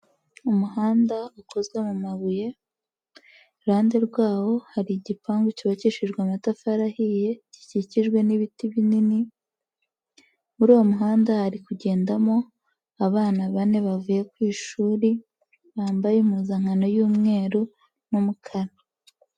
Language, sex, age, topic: Kinyarwanda, female, 18-24, education